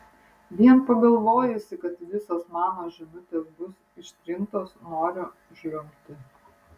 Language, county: Lithuanian, Vilnius